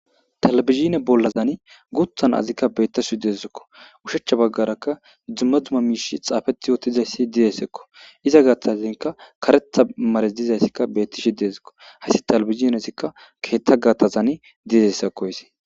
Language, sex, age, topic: Gamo, male, 25-35, government